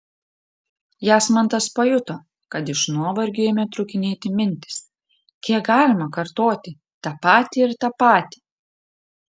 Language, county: Lithuanian, Panevėžys